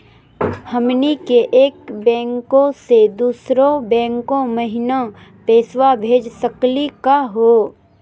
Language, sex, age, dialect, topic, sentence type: Magahi, female, 31-35, Southern, banking, question